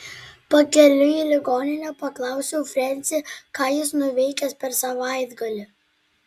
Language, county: Lithuanian, Klaipėda